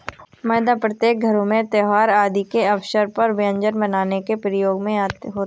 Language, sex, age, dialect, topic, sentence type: Hindi, female, 18-24, Awadhi Bundeli, agriculture, statement